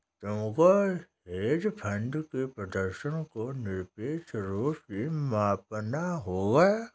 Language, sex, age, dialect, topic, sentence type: Hindi, male, 60-100, Kanauji Braj Bhasha, banking, statement